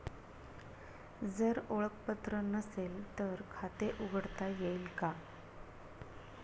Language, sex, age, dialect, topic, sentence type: Marathi, female, 31-35, Standard Marathi, banking, question